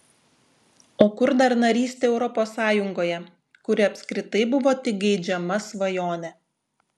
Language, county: Lithuanian, Šiauliai